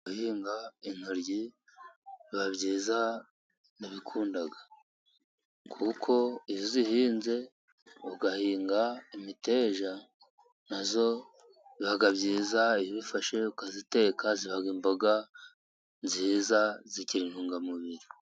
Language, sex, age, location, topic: Kinyarwanda, male, 36-49, Musanze, finance